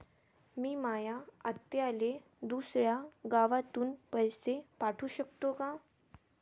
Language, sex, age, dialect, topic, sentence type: Marathi, female, 18-24, Varhadi, banking, question